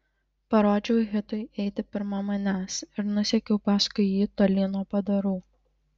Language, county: Lithuanian, Šiauliai